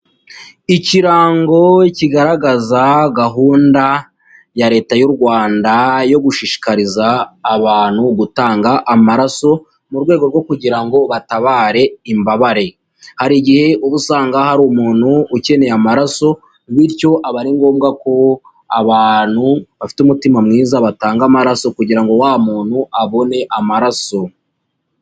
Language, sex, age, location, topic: Kinyarwanda, female, 36-49, Huye, health